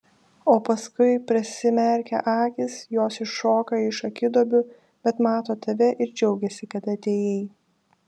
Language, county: Lithuanian, Šiauliai